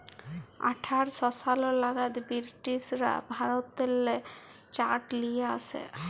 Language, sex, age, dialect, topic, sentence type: Bengali, female, 31-35, Jharkhandi, agriculture, statement